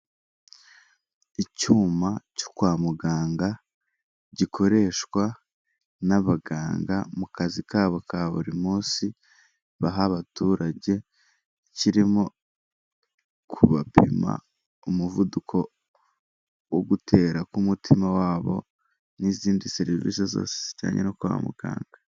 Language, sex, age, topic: Kinyarwanda, male, 18-24, health